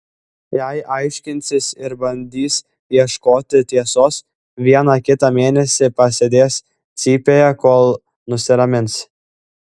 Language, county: Lithuanian, Klaipėda